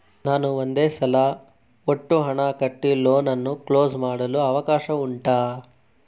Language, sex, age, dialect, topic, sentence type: Kannada, male, 41-45, Coastal/Dakshin, banking, question